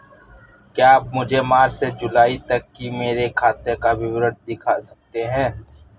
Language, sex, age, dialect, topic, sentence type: Hindi, female, 18-24, Awadhi Bundeli, banking, question